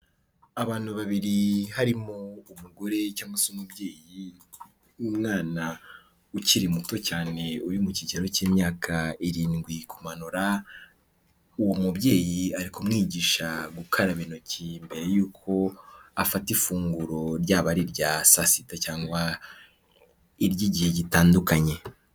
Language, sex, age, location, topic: Kinyarwanda, male, 18-24, Kigali, health